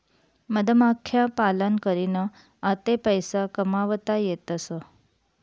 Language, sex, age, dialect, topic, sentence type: Marathi, female, 31-35, Northern Konkan, agriculture, statement